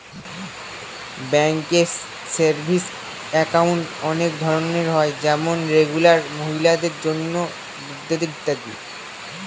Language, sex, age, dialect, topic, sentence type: Bengali, male, <18, Northern/Varendri, banking, statement